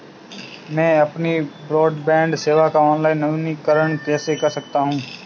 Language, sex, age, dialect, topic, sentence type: Hindi, male, 25-30, Marwari Dhudhari, banking, question